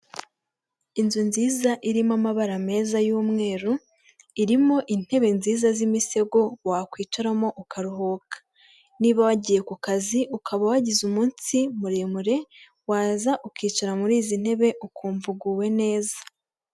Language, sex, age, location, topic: Kinyarwanda, female, 18-24, Huye, finance